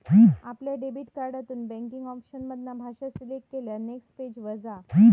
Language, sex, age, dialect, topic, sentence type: Marathi, female, 60-100, Southern Konkan, banking, statement